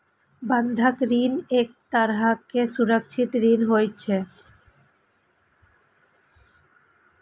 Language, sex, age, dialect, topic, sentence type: Maithili, female, 31-35, Eastern / Thethi, banking, statement